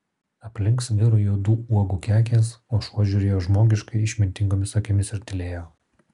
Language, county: Lithuanian, Kaunas